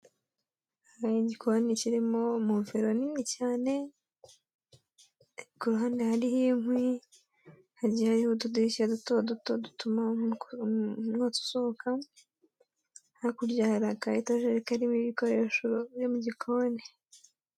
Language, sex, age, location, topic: Kinyarwanda, female, 18-24, Kigali, education